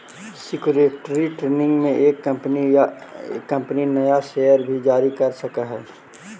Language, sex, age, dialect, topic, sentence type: Magahi, male, 31-35, Central/Standard, banking, statement